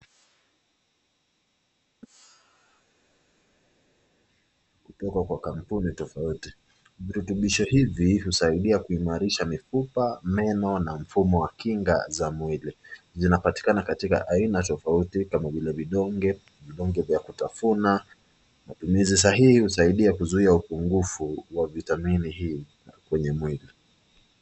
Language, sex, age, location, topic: Swahili, male, 25-35, Nakuru, health